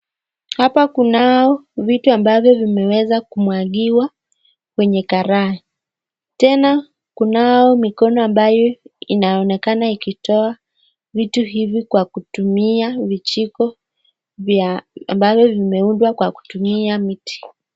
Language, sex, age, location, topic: Swahili, female, 50+, Nakuru, agriculture